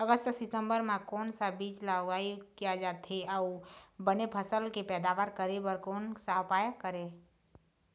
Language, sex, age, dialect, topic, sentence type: Chhattisgarhi, female, 46-50, Eastern, agriculture, question